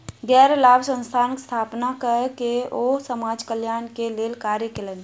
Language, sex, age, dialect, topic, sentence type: Maithili, female, 51-55, Southern/Standard, banking, statement